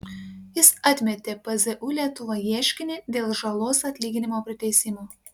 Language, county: Lithuanian, Panevėžys